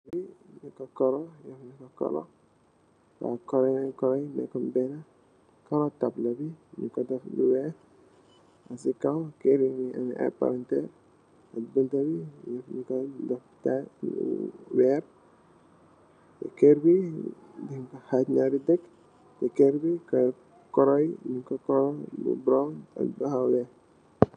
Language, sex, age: Wolof, male, 18-24